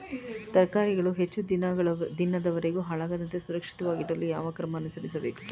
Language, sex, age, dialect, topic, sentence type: Kannada, female, 36-40, Mysore Kannada, agriculture, question